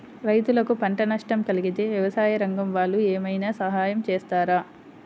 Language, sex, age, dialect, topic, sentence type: Telugu, female, 25-30, Central/Coastal, agriculture, question